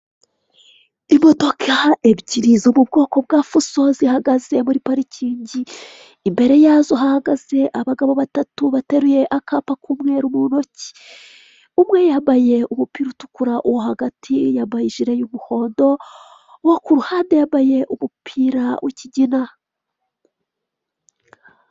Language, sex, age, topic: Kinyarwanda, female, 36-49, finance